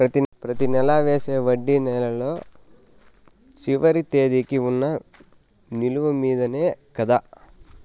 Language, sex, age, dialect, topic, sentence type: Telugu, male, 25-30, Southern, banking, question